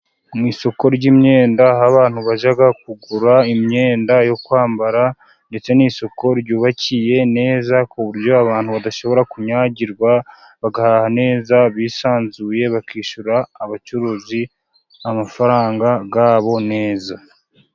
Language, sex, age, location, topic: Kinyarwanda, male, 50+, Musanze, finance